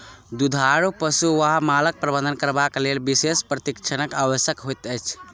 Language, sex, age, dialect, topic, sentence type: Maithili, male, 60-100, Southern/Standard, agriculture, statement